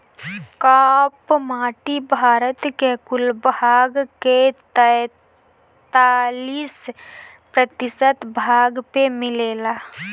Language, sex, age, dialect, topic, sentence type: Bhojpuri, female, 18-24, Northern, agriculture, statement